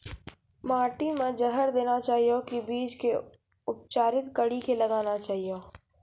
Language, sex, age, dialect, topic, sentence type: Maithili, female, 31-35, Angika, agriculture, question